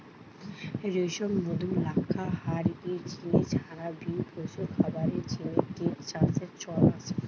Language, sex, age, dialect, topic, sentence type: Bengali, female, 18-24, Western, agriculture, statement